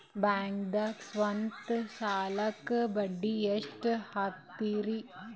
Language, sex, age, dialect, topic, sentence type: Kannada, female, 18-24, Northeastern, banking, question